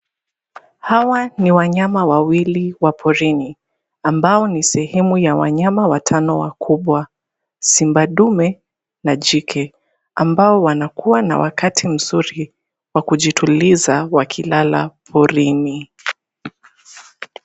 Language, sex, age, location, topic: Swahili, female, 25-35, Nairobi, government